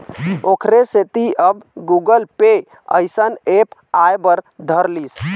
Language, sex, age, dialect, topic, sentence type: Chhattisgarhi, male, 18-24, Eastern, banking, statement